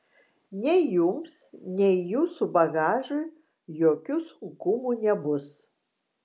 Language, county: Lithuanian, Vilnius